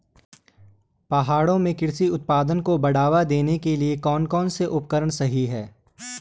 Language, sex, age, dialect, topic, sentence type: Hindi, male, 18-24, Garhwali, agriculture, question